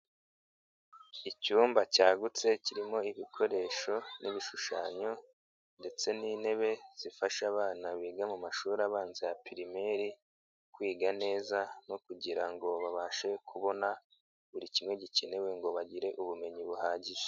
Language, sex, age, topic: Kinyarwanda, male, 25-35, education